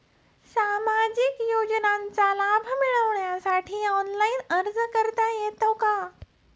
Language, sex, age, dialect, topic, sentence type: Marathi, female, 36-40, Standard Marathi, banking, question